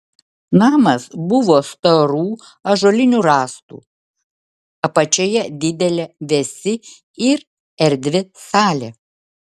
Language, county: Lithuanian, Vilnius